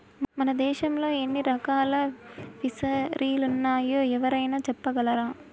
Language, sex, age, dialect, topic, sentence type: Telugu, female, 18-24, Southern, agriculture, statement